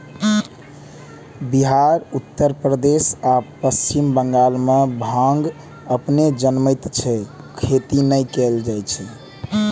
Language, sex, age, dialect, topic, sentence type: Maithili, male, 18-24, Eastern / Thethi, agriculture, statement